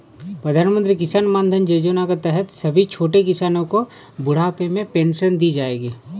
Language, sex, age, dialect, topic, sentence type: Hindi, male, 36-40, Awadhi Bundeli, agriculture, statement